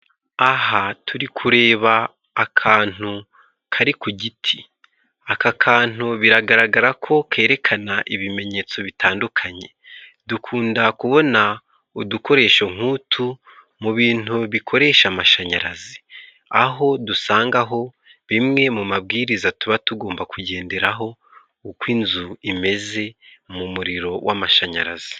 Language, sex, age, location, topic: Kinyarwanda, male, 25-35, Musanze, government